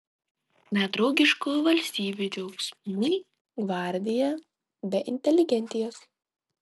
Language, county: Lithuanian, Klaipėda